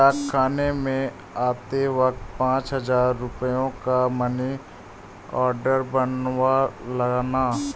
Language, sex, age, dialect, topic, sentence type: Hindi, male, 18-24, Awadhi Bundeli, banking, statement